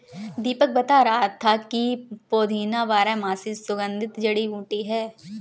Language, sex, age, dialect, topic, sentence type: Hindi, female, 18-24, Kanauji Braj Bhasha, agriculture, statement